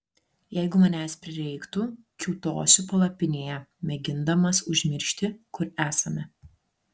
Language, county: Lithuanian, Alytus